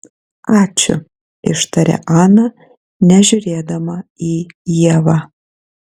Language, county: Lithuanian, Kaunas